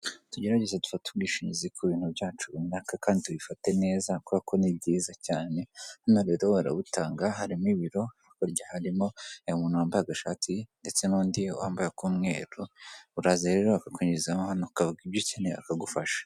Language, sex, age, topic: Kinyarwanda, male, 25-35, finance